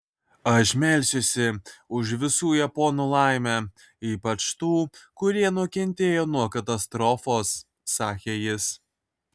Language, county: Lithuanian, Kaunas